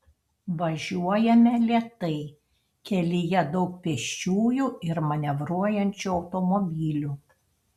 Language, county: Lithuanian, Panevėžys